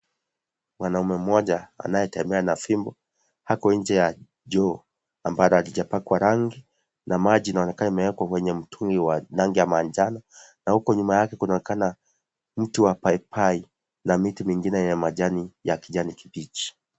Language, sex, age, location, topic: Swahili, male, 25-35, Kisii, health